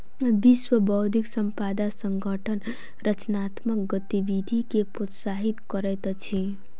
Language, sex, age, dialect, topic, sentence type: Maithili, female, 18-24, Southern/Standard, banking, statement